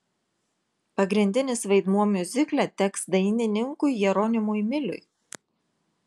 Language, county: Lithuanian, Marijampolė